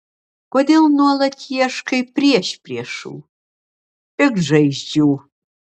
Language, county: Lithuanian, Marijampolė